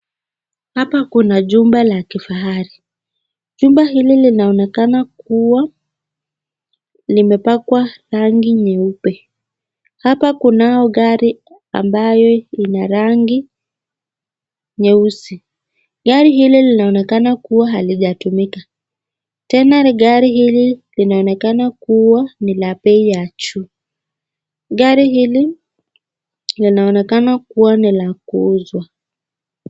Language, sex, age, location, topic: Swahili, female, 50+, Nakuru, finance